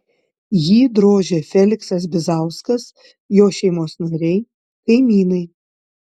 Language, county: Lithuanian, Panevėžys